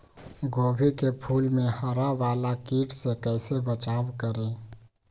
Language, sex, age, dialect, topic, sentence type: Magahi, male, 25-30, Western, agriculture, question